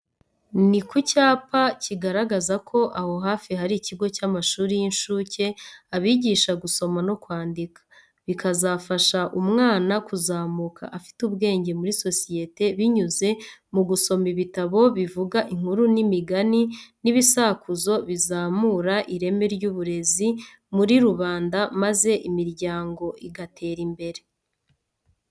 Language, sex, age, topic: Kinyarwanda, female, 25-35, education